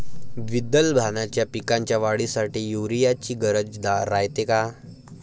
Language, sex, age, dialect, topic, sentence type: Marathi, male, 18-24, Varhadi, agriculture, question